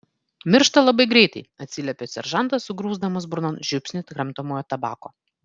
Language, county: Lithuanian, Vilnius